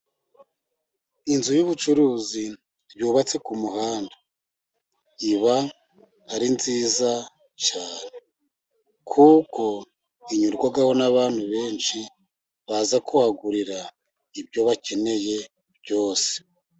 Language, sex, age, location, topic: Kinyarwanda, male, 50+, Musanze, finance